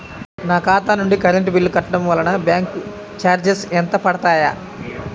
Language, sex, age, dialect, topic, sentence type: Telugu, male, 25-30, Central/Coastal, banking, question